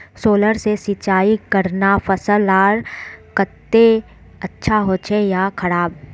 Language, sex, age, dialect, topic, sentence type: Magahi, female, 25-30, Northeastern/Surjapuri, agriculture, question